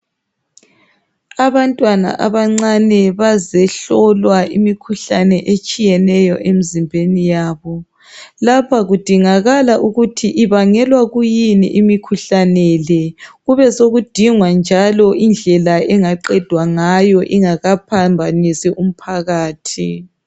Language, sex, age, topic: North Ndebele, male, 36-49, health